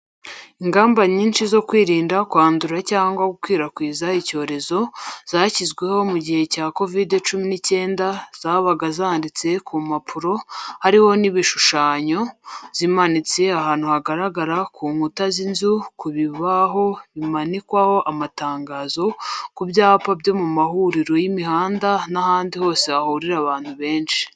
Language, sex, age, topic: Kinyarwanda, female, 25-35, education